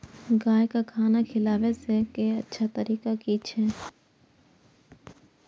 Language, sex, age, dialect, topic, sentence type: Maithili, female, 41-45, Eastern / Thethi, agriculture, question